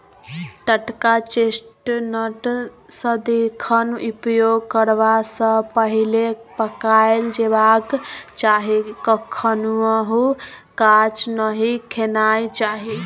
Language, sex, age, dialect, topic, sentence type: Maithili, female, 18-24, Bajjika, agriculture, statement